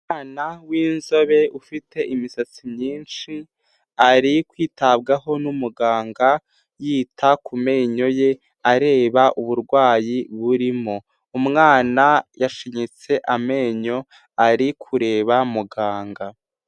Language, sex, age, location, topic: Kinyarwanda, male, 18-24, Huye, health